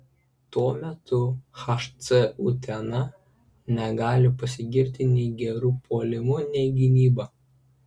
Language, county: Lithuanian, Klaipėda